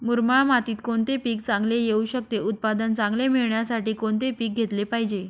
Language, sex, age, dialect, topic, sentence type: Marathi, female, 31-35, Northern Konkan, agriculture, question